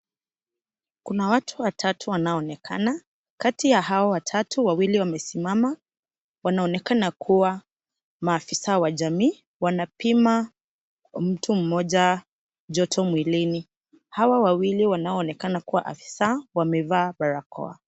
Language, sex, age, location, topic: Swahili, female, 18-24, Kisii, health